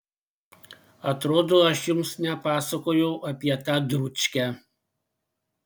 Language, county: Lithuanian, Panevėžys